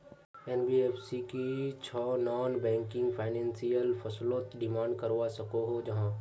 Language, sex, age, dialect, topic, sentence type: Magahi, male, 56-60, Northeastern/Surjapuri, banking, question